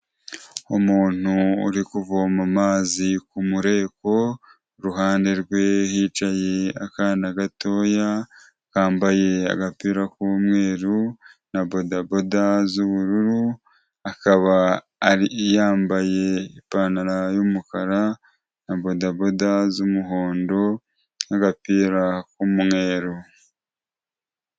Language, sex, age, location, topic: Kinyarwanda, male, 25-35, Huye, health